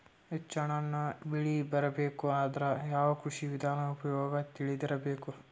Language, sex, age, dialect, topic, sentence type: Kannada, male, 18-24, Northeastern, agriculture, question